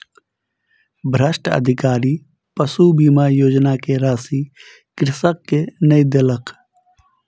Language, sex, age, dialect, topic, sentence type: Maithili, male, 31-35, Southern/Standard, agriculture, statement